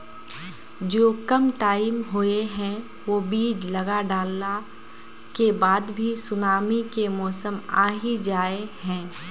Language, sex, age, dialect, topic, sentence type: Magahi, female, 25-30, Northeastern/Surjapuri, agriculture, question